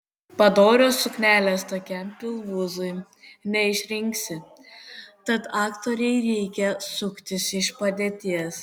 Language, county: Lithuanian, Kaunas